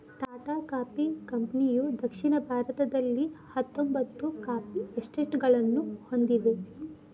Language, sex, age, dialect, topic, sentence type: Kannada, female, 18-24, Dharwad Kannada, agriculture, statement